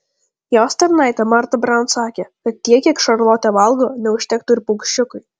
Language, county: Lithuanian, Vilnius